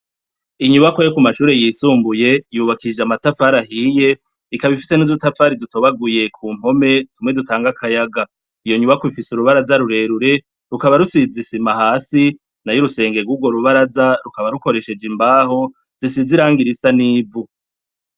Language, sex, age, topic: Rundi, male, 36-49, education